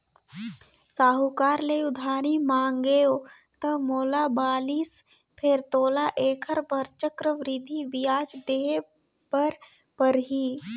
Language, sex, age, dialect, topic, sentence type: Chhattisgarhi, female, 18-24, Northern/Bhandar, banking, statement